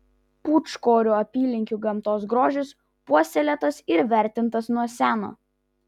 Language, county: Lithuanian, Vilnius